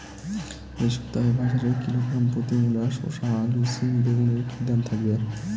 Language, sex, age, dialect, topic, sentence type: Bengali, male, 18-24, Rajbangshi, agriculture, question